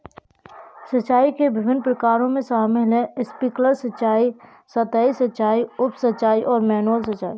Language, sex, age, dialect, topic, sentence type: Hindi, female, 18-24, Kanauji Braj Bhasha, agriculture, statement